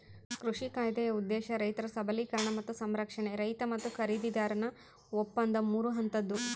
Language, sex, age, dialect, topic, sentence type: Kannada, female, 25-30, Central, agriculture, statement